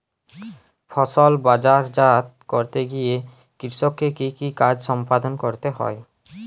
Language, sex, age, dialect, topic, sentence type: Bengali, male, 18-24, Jharkhandi, agriculture, question